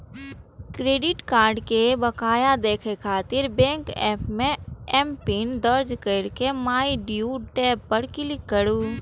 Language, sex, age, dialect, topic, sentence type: Maithili, female, 18-24, Eastern / Thethi, banking, statement